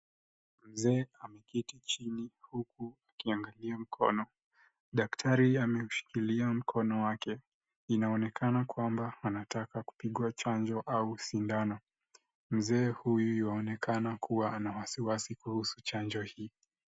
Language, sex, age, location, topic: Swahili, male, 18-24, Nairobi, health